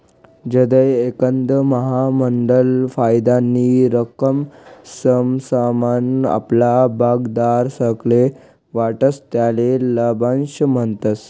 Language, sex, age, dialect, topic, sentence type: Marathi, male, 25-30, Northern Konkan, banking, statement